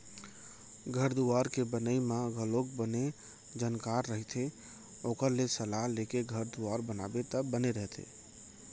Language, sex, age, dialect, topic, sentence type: Chhattisgarhi, male, 25-30, Central, banking, statement